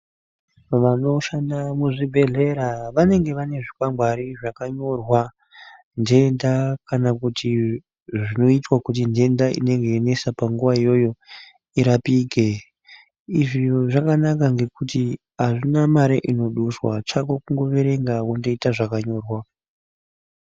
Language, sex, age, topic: Ndau, male, 18-24, health